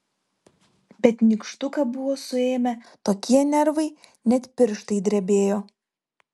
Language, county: Lithuanian, Vilnius